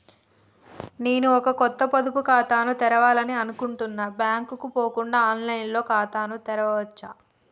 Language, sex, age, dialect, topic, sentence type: Telugu, female, 25-30, Telangana, banking, question